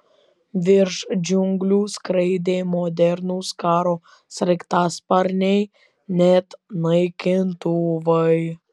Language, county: Lithuanian, Vilnius